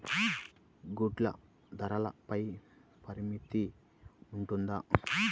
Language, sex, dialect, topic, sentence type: Telugu, male, Central/Coastal, agriculture, question